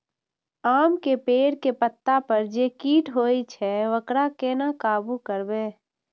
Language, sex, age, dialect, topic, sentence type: Maithili, female, 25-30, Eastern / Thethi, agriculture, question